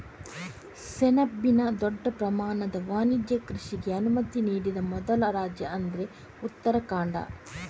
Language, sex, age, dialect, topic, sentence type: Kannada, female, 18-24, Coastal/Dakshin, agriculture, statement